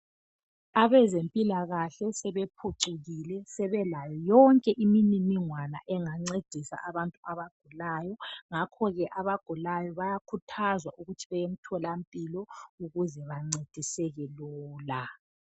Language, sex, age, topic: North Ndebele, male, 25-35, health